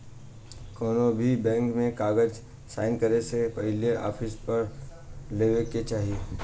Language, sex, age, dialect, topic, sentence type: Bhojpuri, male, 18-24, Southern / Standard, banking, question